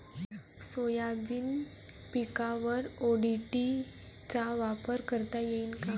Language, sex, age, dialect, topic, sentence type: Marathi, female, 18-24, Varhadi, agriculture, question